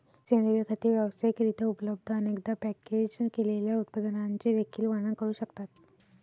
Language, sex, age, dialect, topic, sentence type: Marathi, female, 31-35, Varhadi, agriculture, statement